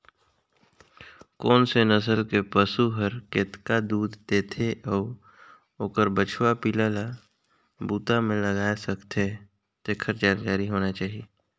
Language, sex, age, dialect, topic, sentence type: Chhattisgarhi, male, 25-30, Northern/Bhandar, agriculture, statement